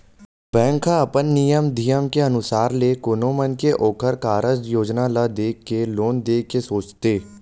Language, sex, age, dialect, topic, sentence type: Chhattisgarhi, male, 18-24, Western/Budati/Khatahi, banking, statement